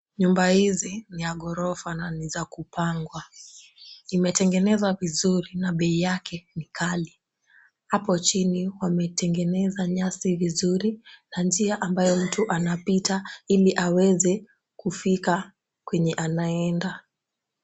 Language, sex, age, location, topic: Swahili, female, 18-24, Kisumu, education